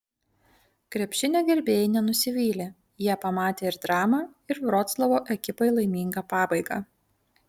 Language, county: Lithuanian, Kaunas